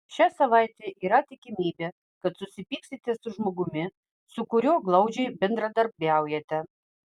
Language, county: Lithuanian, Vilnius